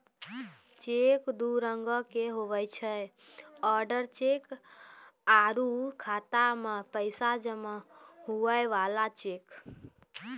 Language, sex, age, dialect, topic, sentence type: Maithili, female, 18-24, Angika, banking, statement